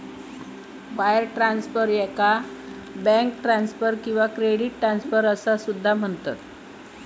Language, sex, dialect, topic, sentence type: Marathi, female, Southern Konkan, banking, statement